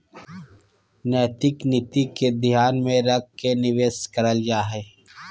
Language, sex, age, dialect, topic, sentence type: Magahi, male, 31-35, Southern, banking, statement